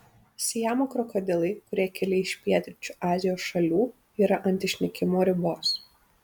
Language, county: Lithuanian, Panevėžys